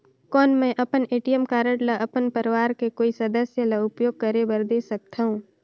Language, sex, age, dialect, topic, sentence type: Chhattisgarhi, female, 25-30, Northern/Bhandar, banking, question